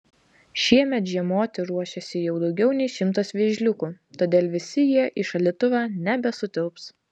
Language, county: Lithuanian, Vilnius